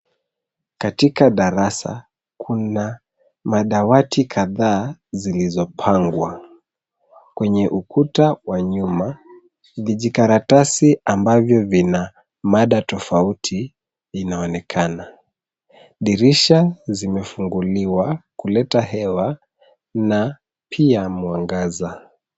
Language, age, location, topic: Swahili, 25-35, Nairobi, education